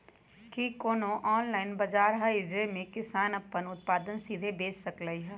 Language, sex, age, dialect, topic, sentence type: Magahi, female, 31-35, Western, agriculture, statement